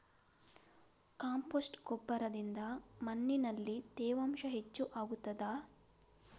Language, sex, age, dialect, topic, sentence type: Kannada, female, 25-30, Coastal/Dakshin, agriculture, question